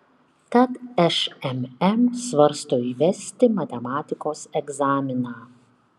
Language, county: Lithuanian, Kaunas